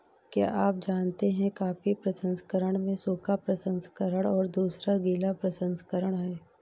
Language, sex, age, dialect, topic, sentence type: Hindi, female, 41-45, Awadhi Bundeli, agriculture, statement